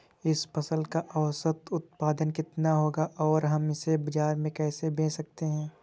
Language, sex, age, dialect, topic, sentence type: Hindi, male, 25-30, Awadhi Bundeli, agriculture, question